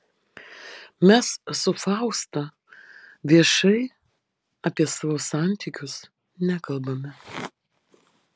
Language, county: Lithuanian, Vilnius